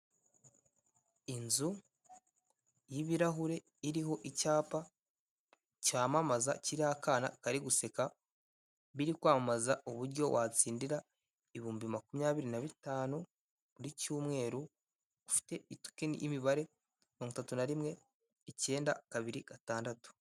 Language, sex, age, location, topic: Kinyarwanda, male, 18-24, Kigali, finance